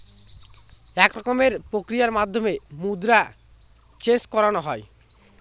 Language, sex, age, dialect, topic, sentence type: Bengali, male, <18, Northern/Varendri, banking, statement